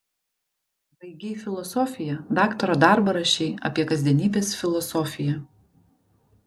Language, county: Lithuanian, Vilnius